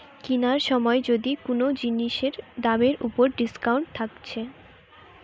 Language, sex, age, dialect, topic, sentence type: Bengali, female, 18-24, Western, banking, statement